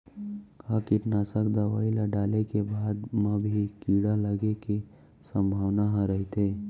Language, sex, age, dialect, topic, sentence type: Chhattisgarhi, male, 18-24, Central, agriculture, question